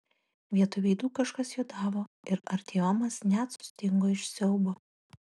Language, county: Lithuanian, Kaunas